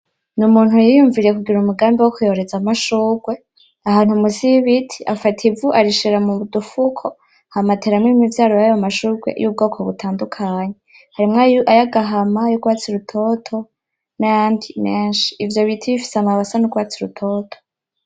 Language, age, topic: Rundi, 18-24, agriculture